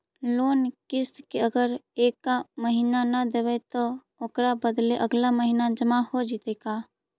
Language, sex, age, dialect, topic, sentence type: Magahi, female, 25-30, Central/Standard, banking, question